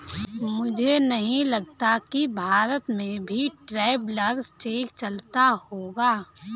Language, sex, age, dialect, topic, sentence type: Hindi, female, 18-24, Awadhi Bundeli, banking, statement